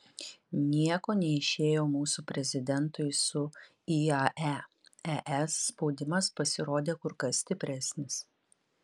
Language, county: Lithuanian, Utena